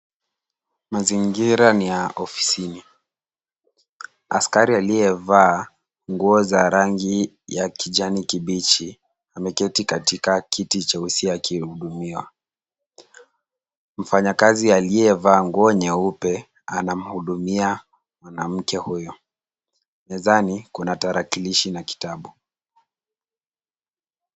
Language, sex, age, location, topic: Swahili, male, 18-24, Kisumu, government